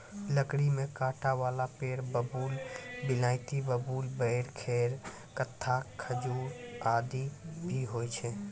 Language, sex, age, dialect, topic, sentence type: Maithili, female, 18-24, Angika, agriculture, statement